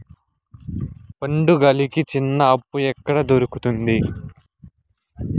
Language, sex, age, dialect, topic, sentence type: Telugu, male, 18-24, Southern, banking, statement